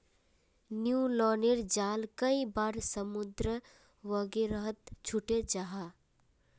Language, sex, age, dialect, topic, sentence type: Magahi, female, 18-24, Northeastern/Surjapuri, agriculture, statement